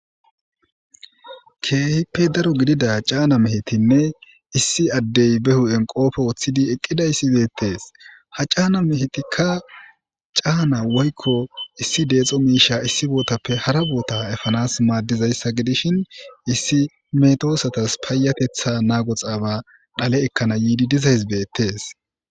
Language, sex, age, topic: Gamo, male, 25-35, agriculture